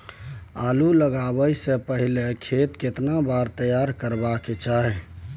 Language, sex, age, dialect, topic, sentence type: Maithili, male, 25-30, Bajjika, agriculture, question